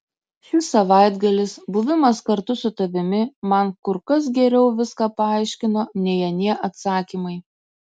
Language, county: Lithuanian, Kaunas